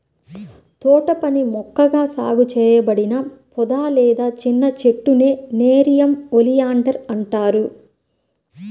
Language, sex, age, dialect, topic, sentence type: Telugu, female, 25-30, Central/Coastal, agriculture, statement